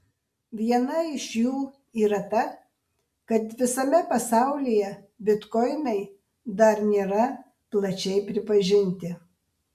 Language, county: Lithuanian, Vilnius